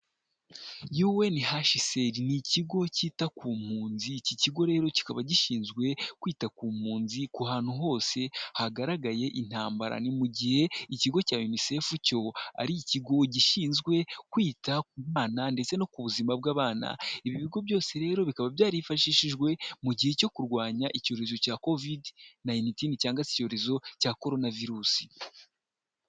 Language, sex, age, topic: Kinyarwanda, male, 18-24, health